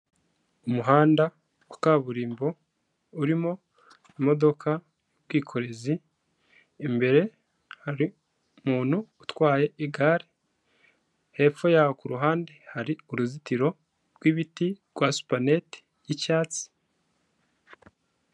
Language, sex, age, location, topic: Kinyarwanda, male, 25-35, Kigali, government